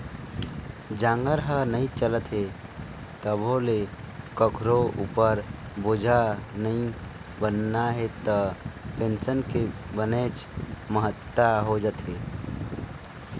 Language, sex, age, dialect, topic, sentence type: Chhattisgarhi, male, 25-30, Eastern, banking, statement